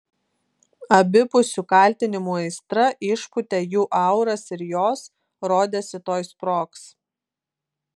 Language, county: Lithuanian, Klaipėda